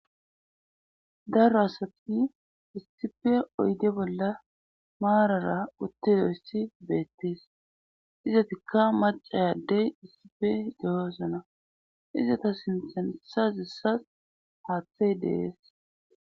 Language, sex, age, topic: Gamo, female, 25-35, government